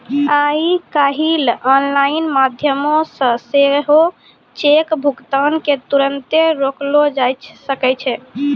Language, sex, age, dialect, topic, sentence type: Maithili, female, 18-24, Angika, banking, statement